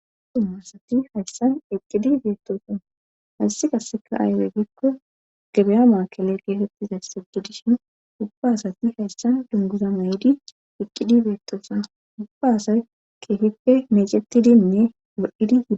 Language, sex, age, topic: Gamo, female, 25-35, government